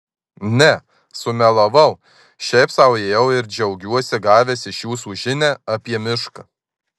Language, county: Lithuanian, Marijampolė